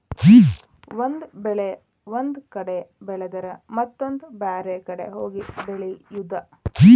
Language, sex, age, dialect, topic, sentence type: Kannada, female, 31-35, Dharwad Kannada, agriculture, statement